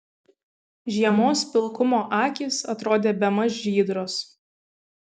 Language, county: Lithuanian, Kaunas